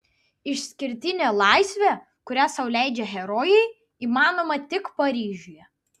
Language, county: Lithuanian, Vilnius